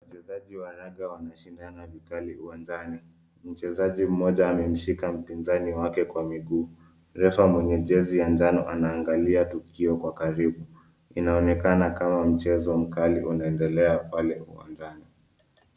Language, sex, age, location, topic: Swahili, male, 25-35, Nairobi, health